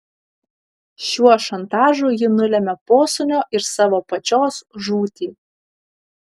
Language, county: Lithuanian, Kaunas